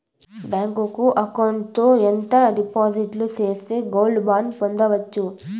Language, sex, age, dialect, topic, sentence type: Telugu, female, 36-40, Southern, banking, question